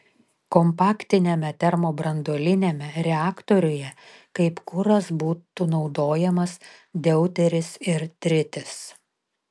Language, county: Lithuanian, Telšiai